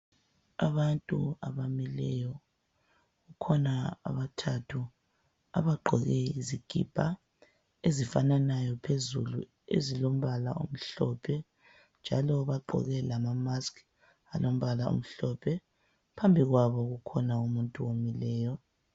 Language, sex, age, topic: North Ndebele, male, 36-49, health